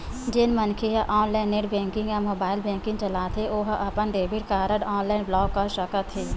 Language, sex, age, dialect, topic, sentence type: Chhattisgarhi, female, 25-30, Western/Budati/Khatahi, banking, statement